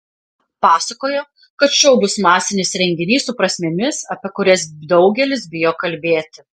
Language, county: Lithuanian, Panevėžys